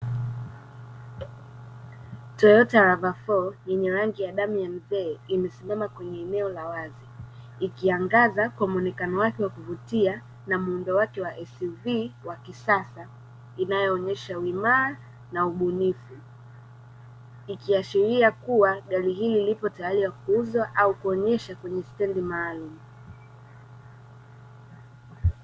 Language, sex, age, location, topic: Swahili, female, 18-24, Dar es Salaam, finance